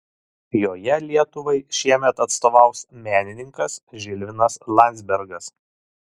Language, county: Lithuanian, Šiauliai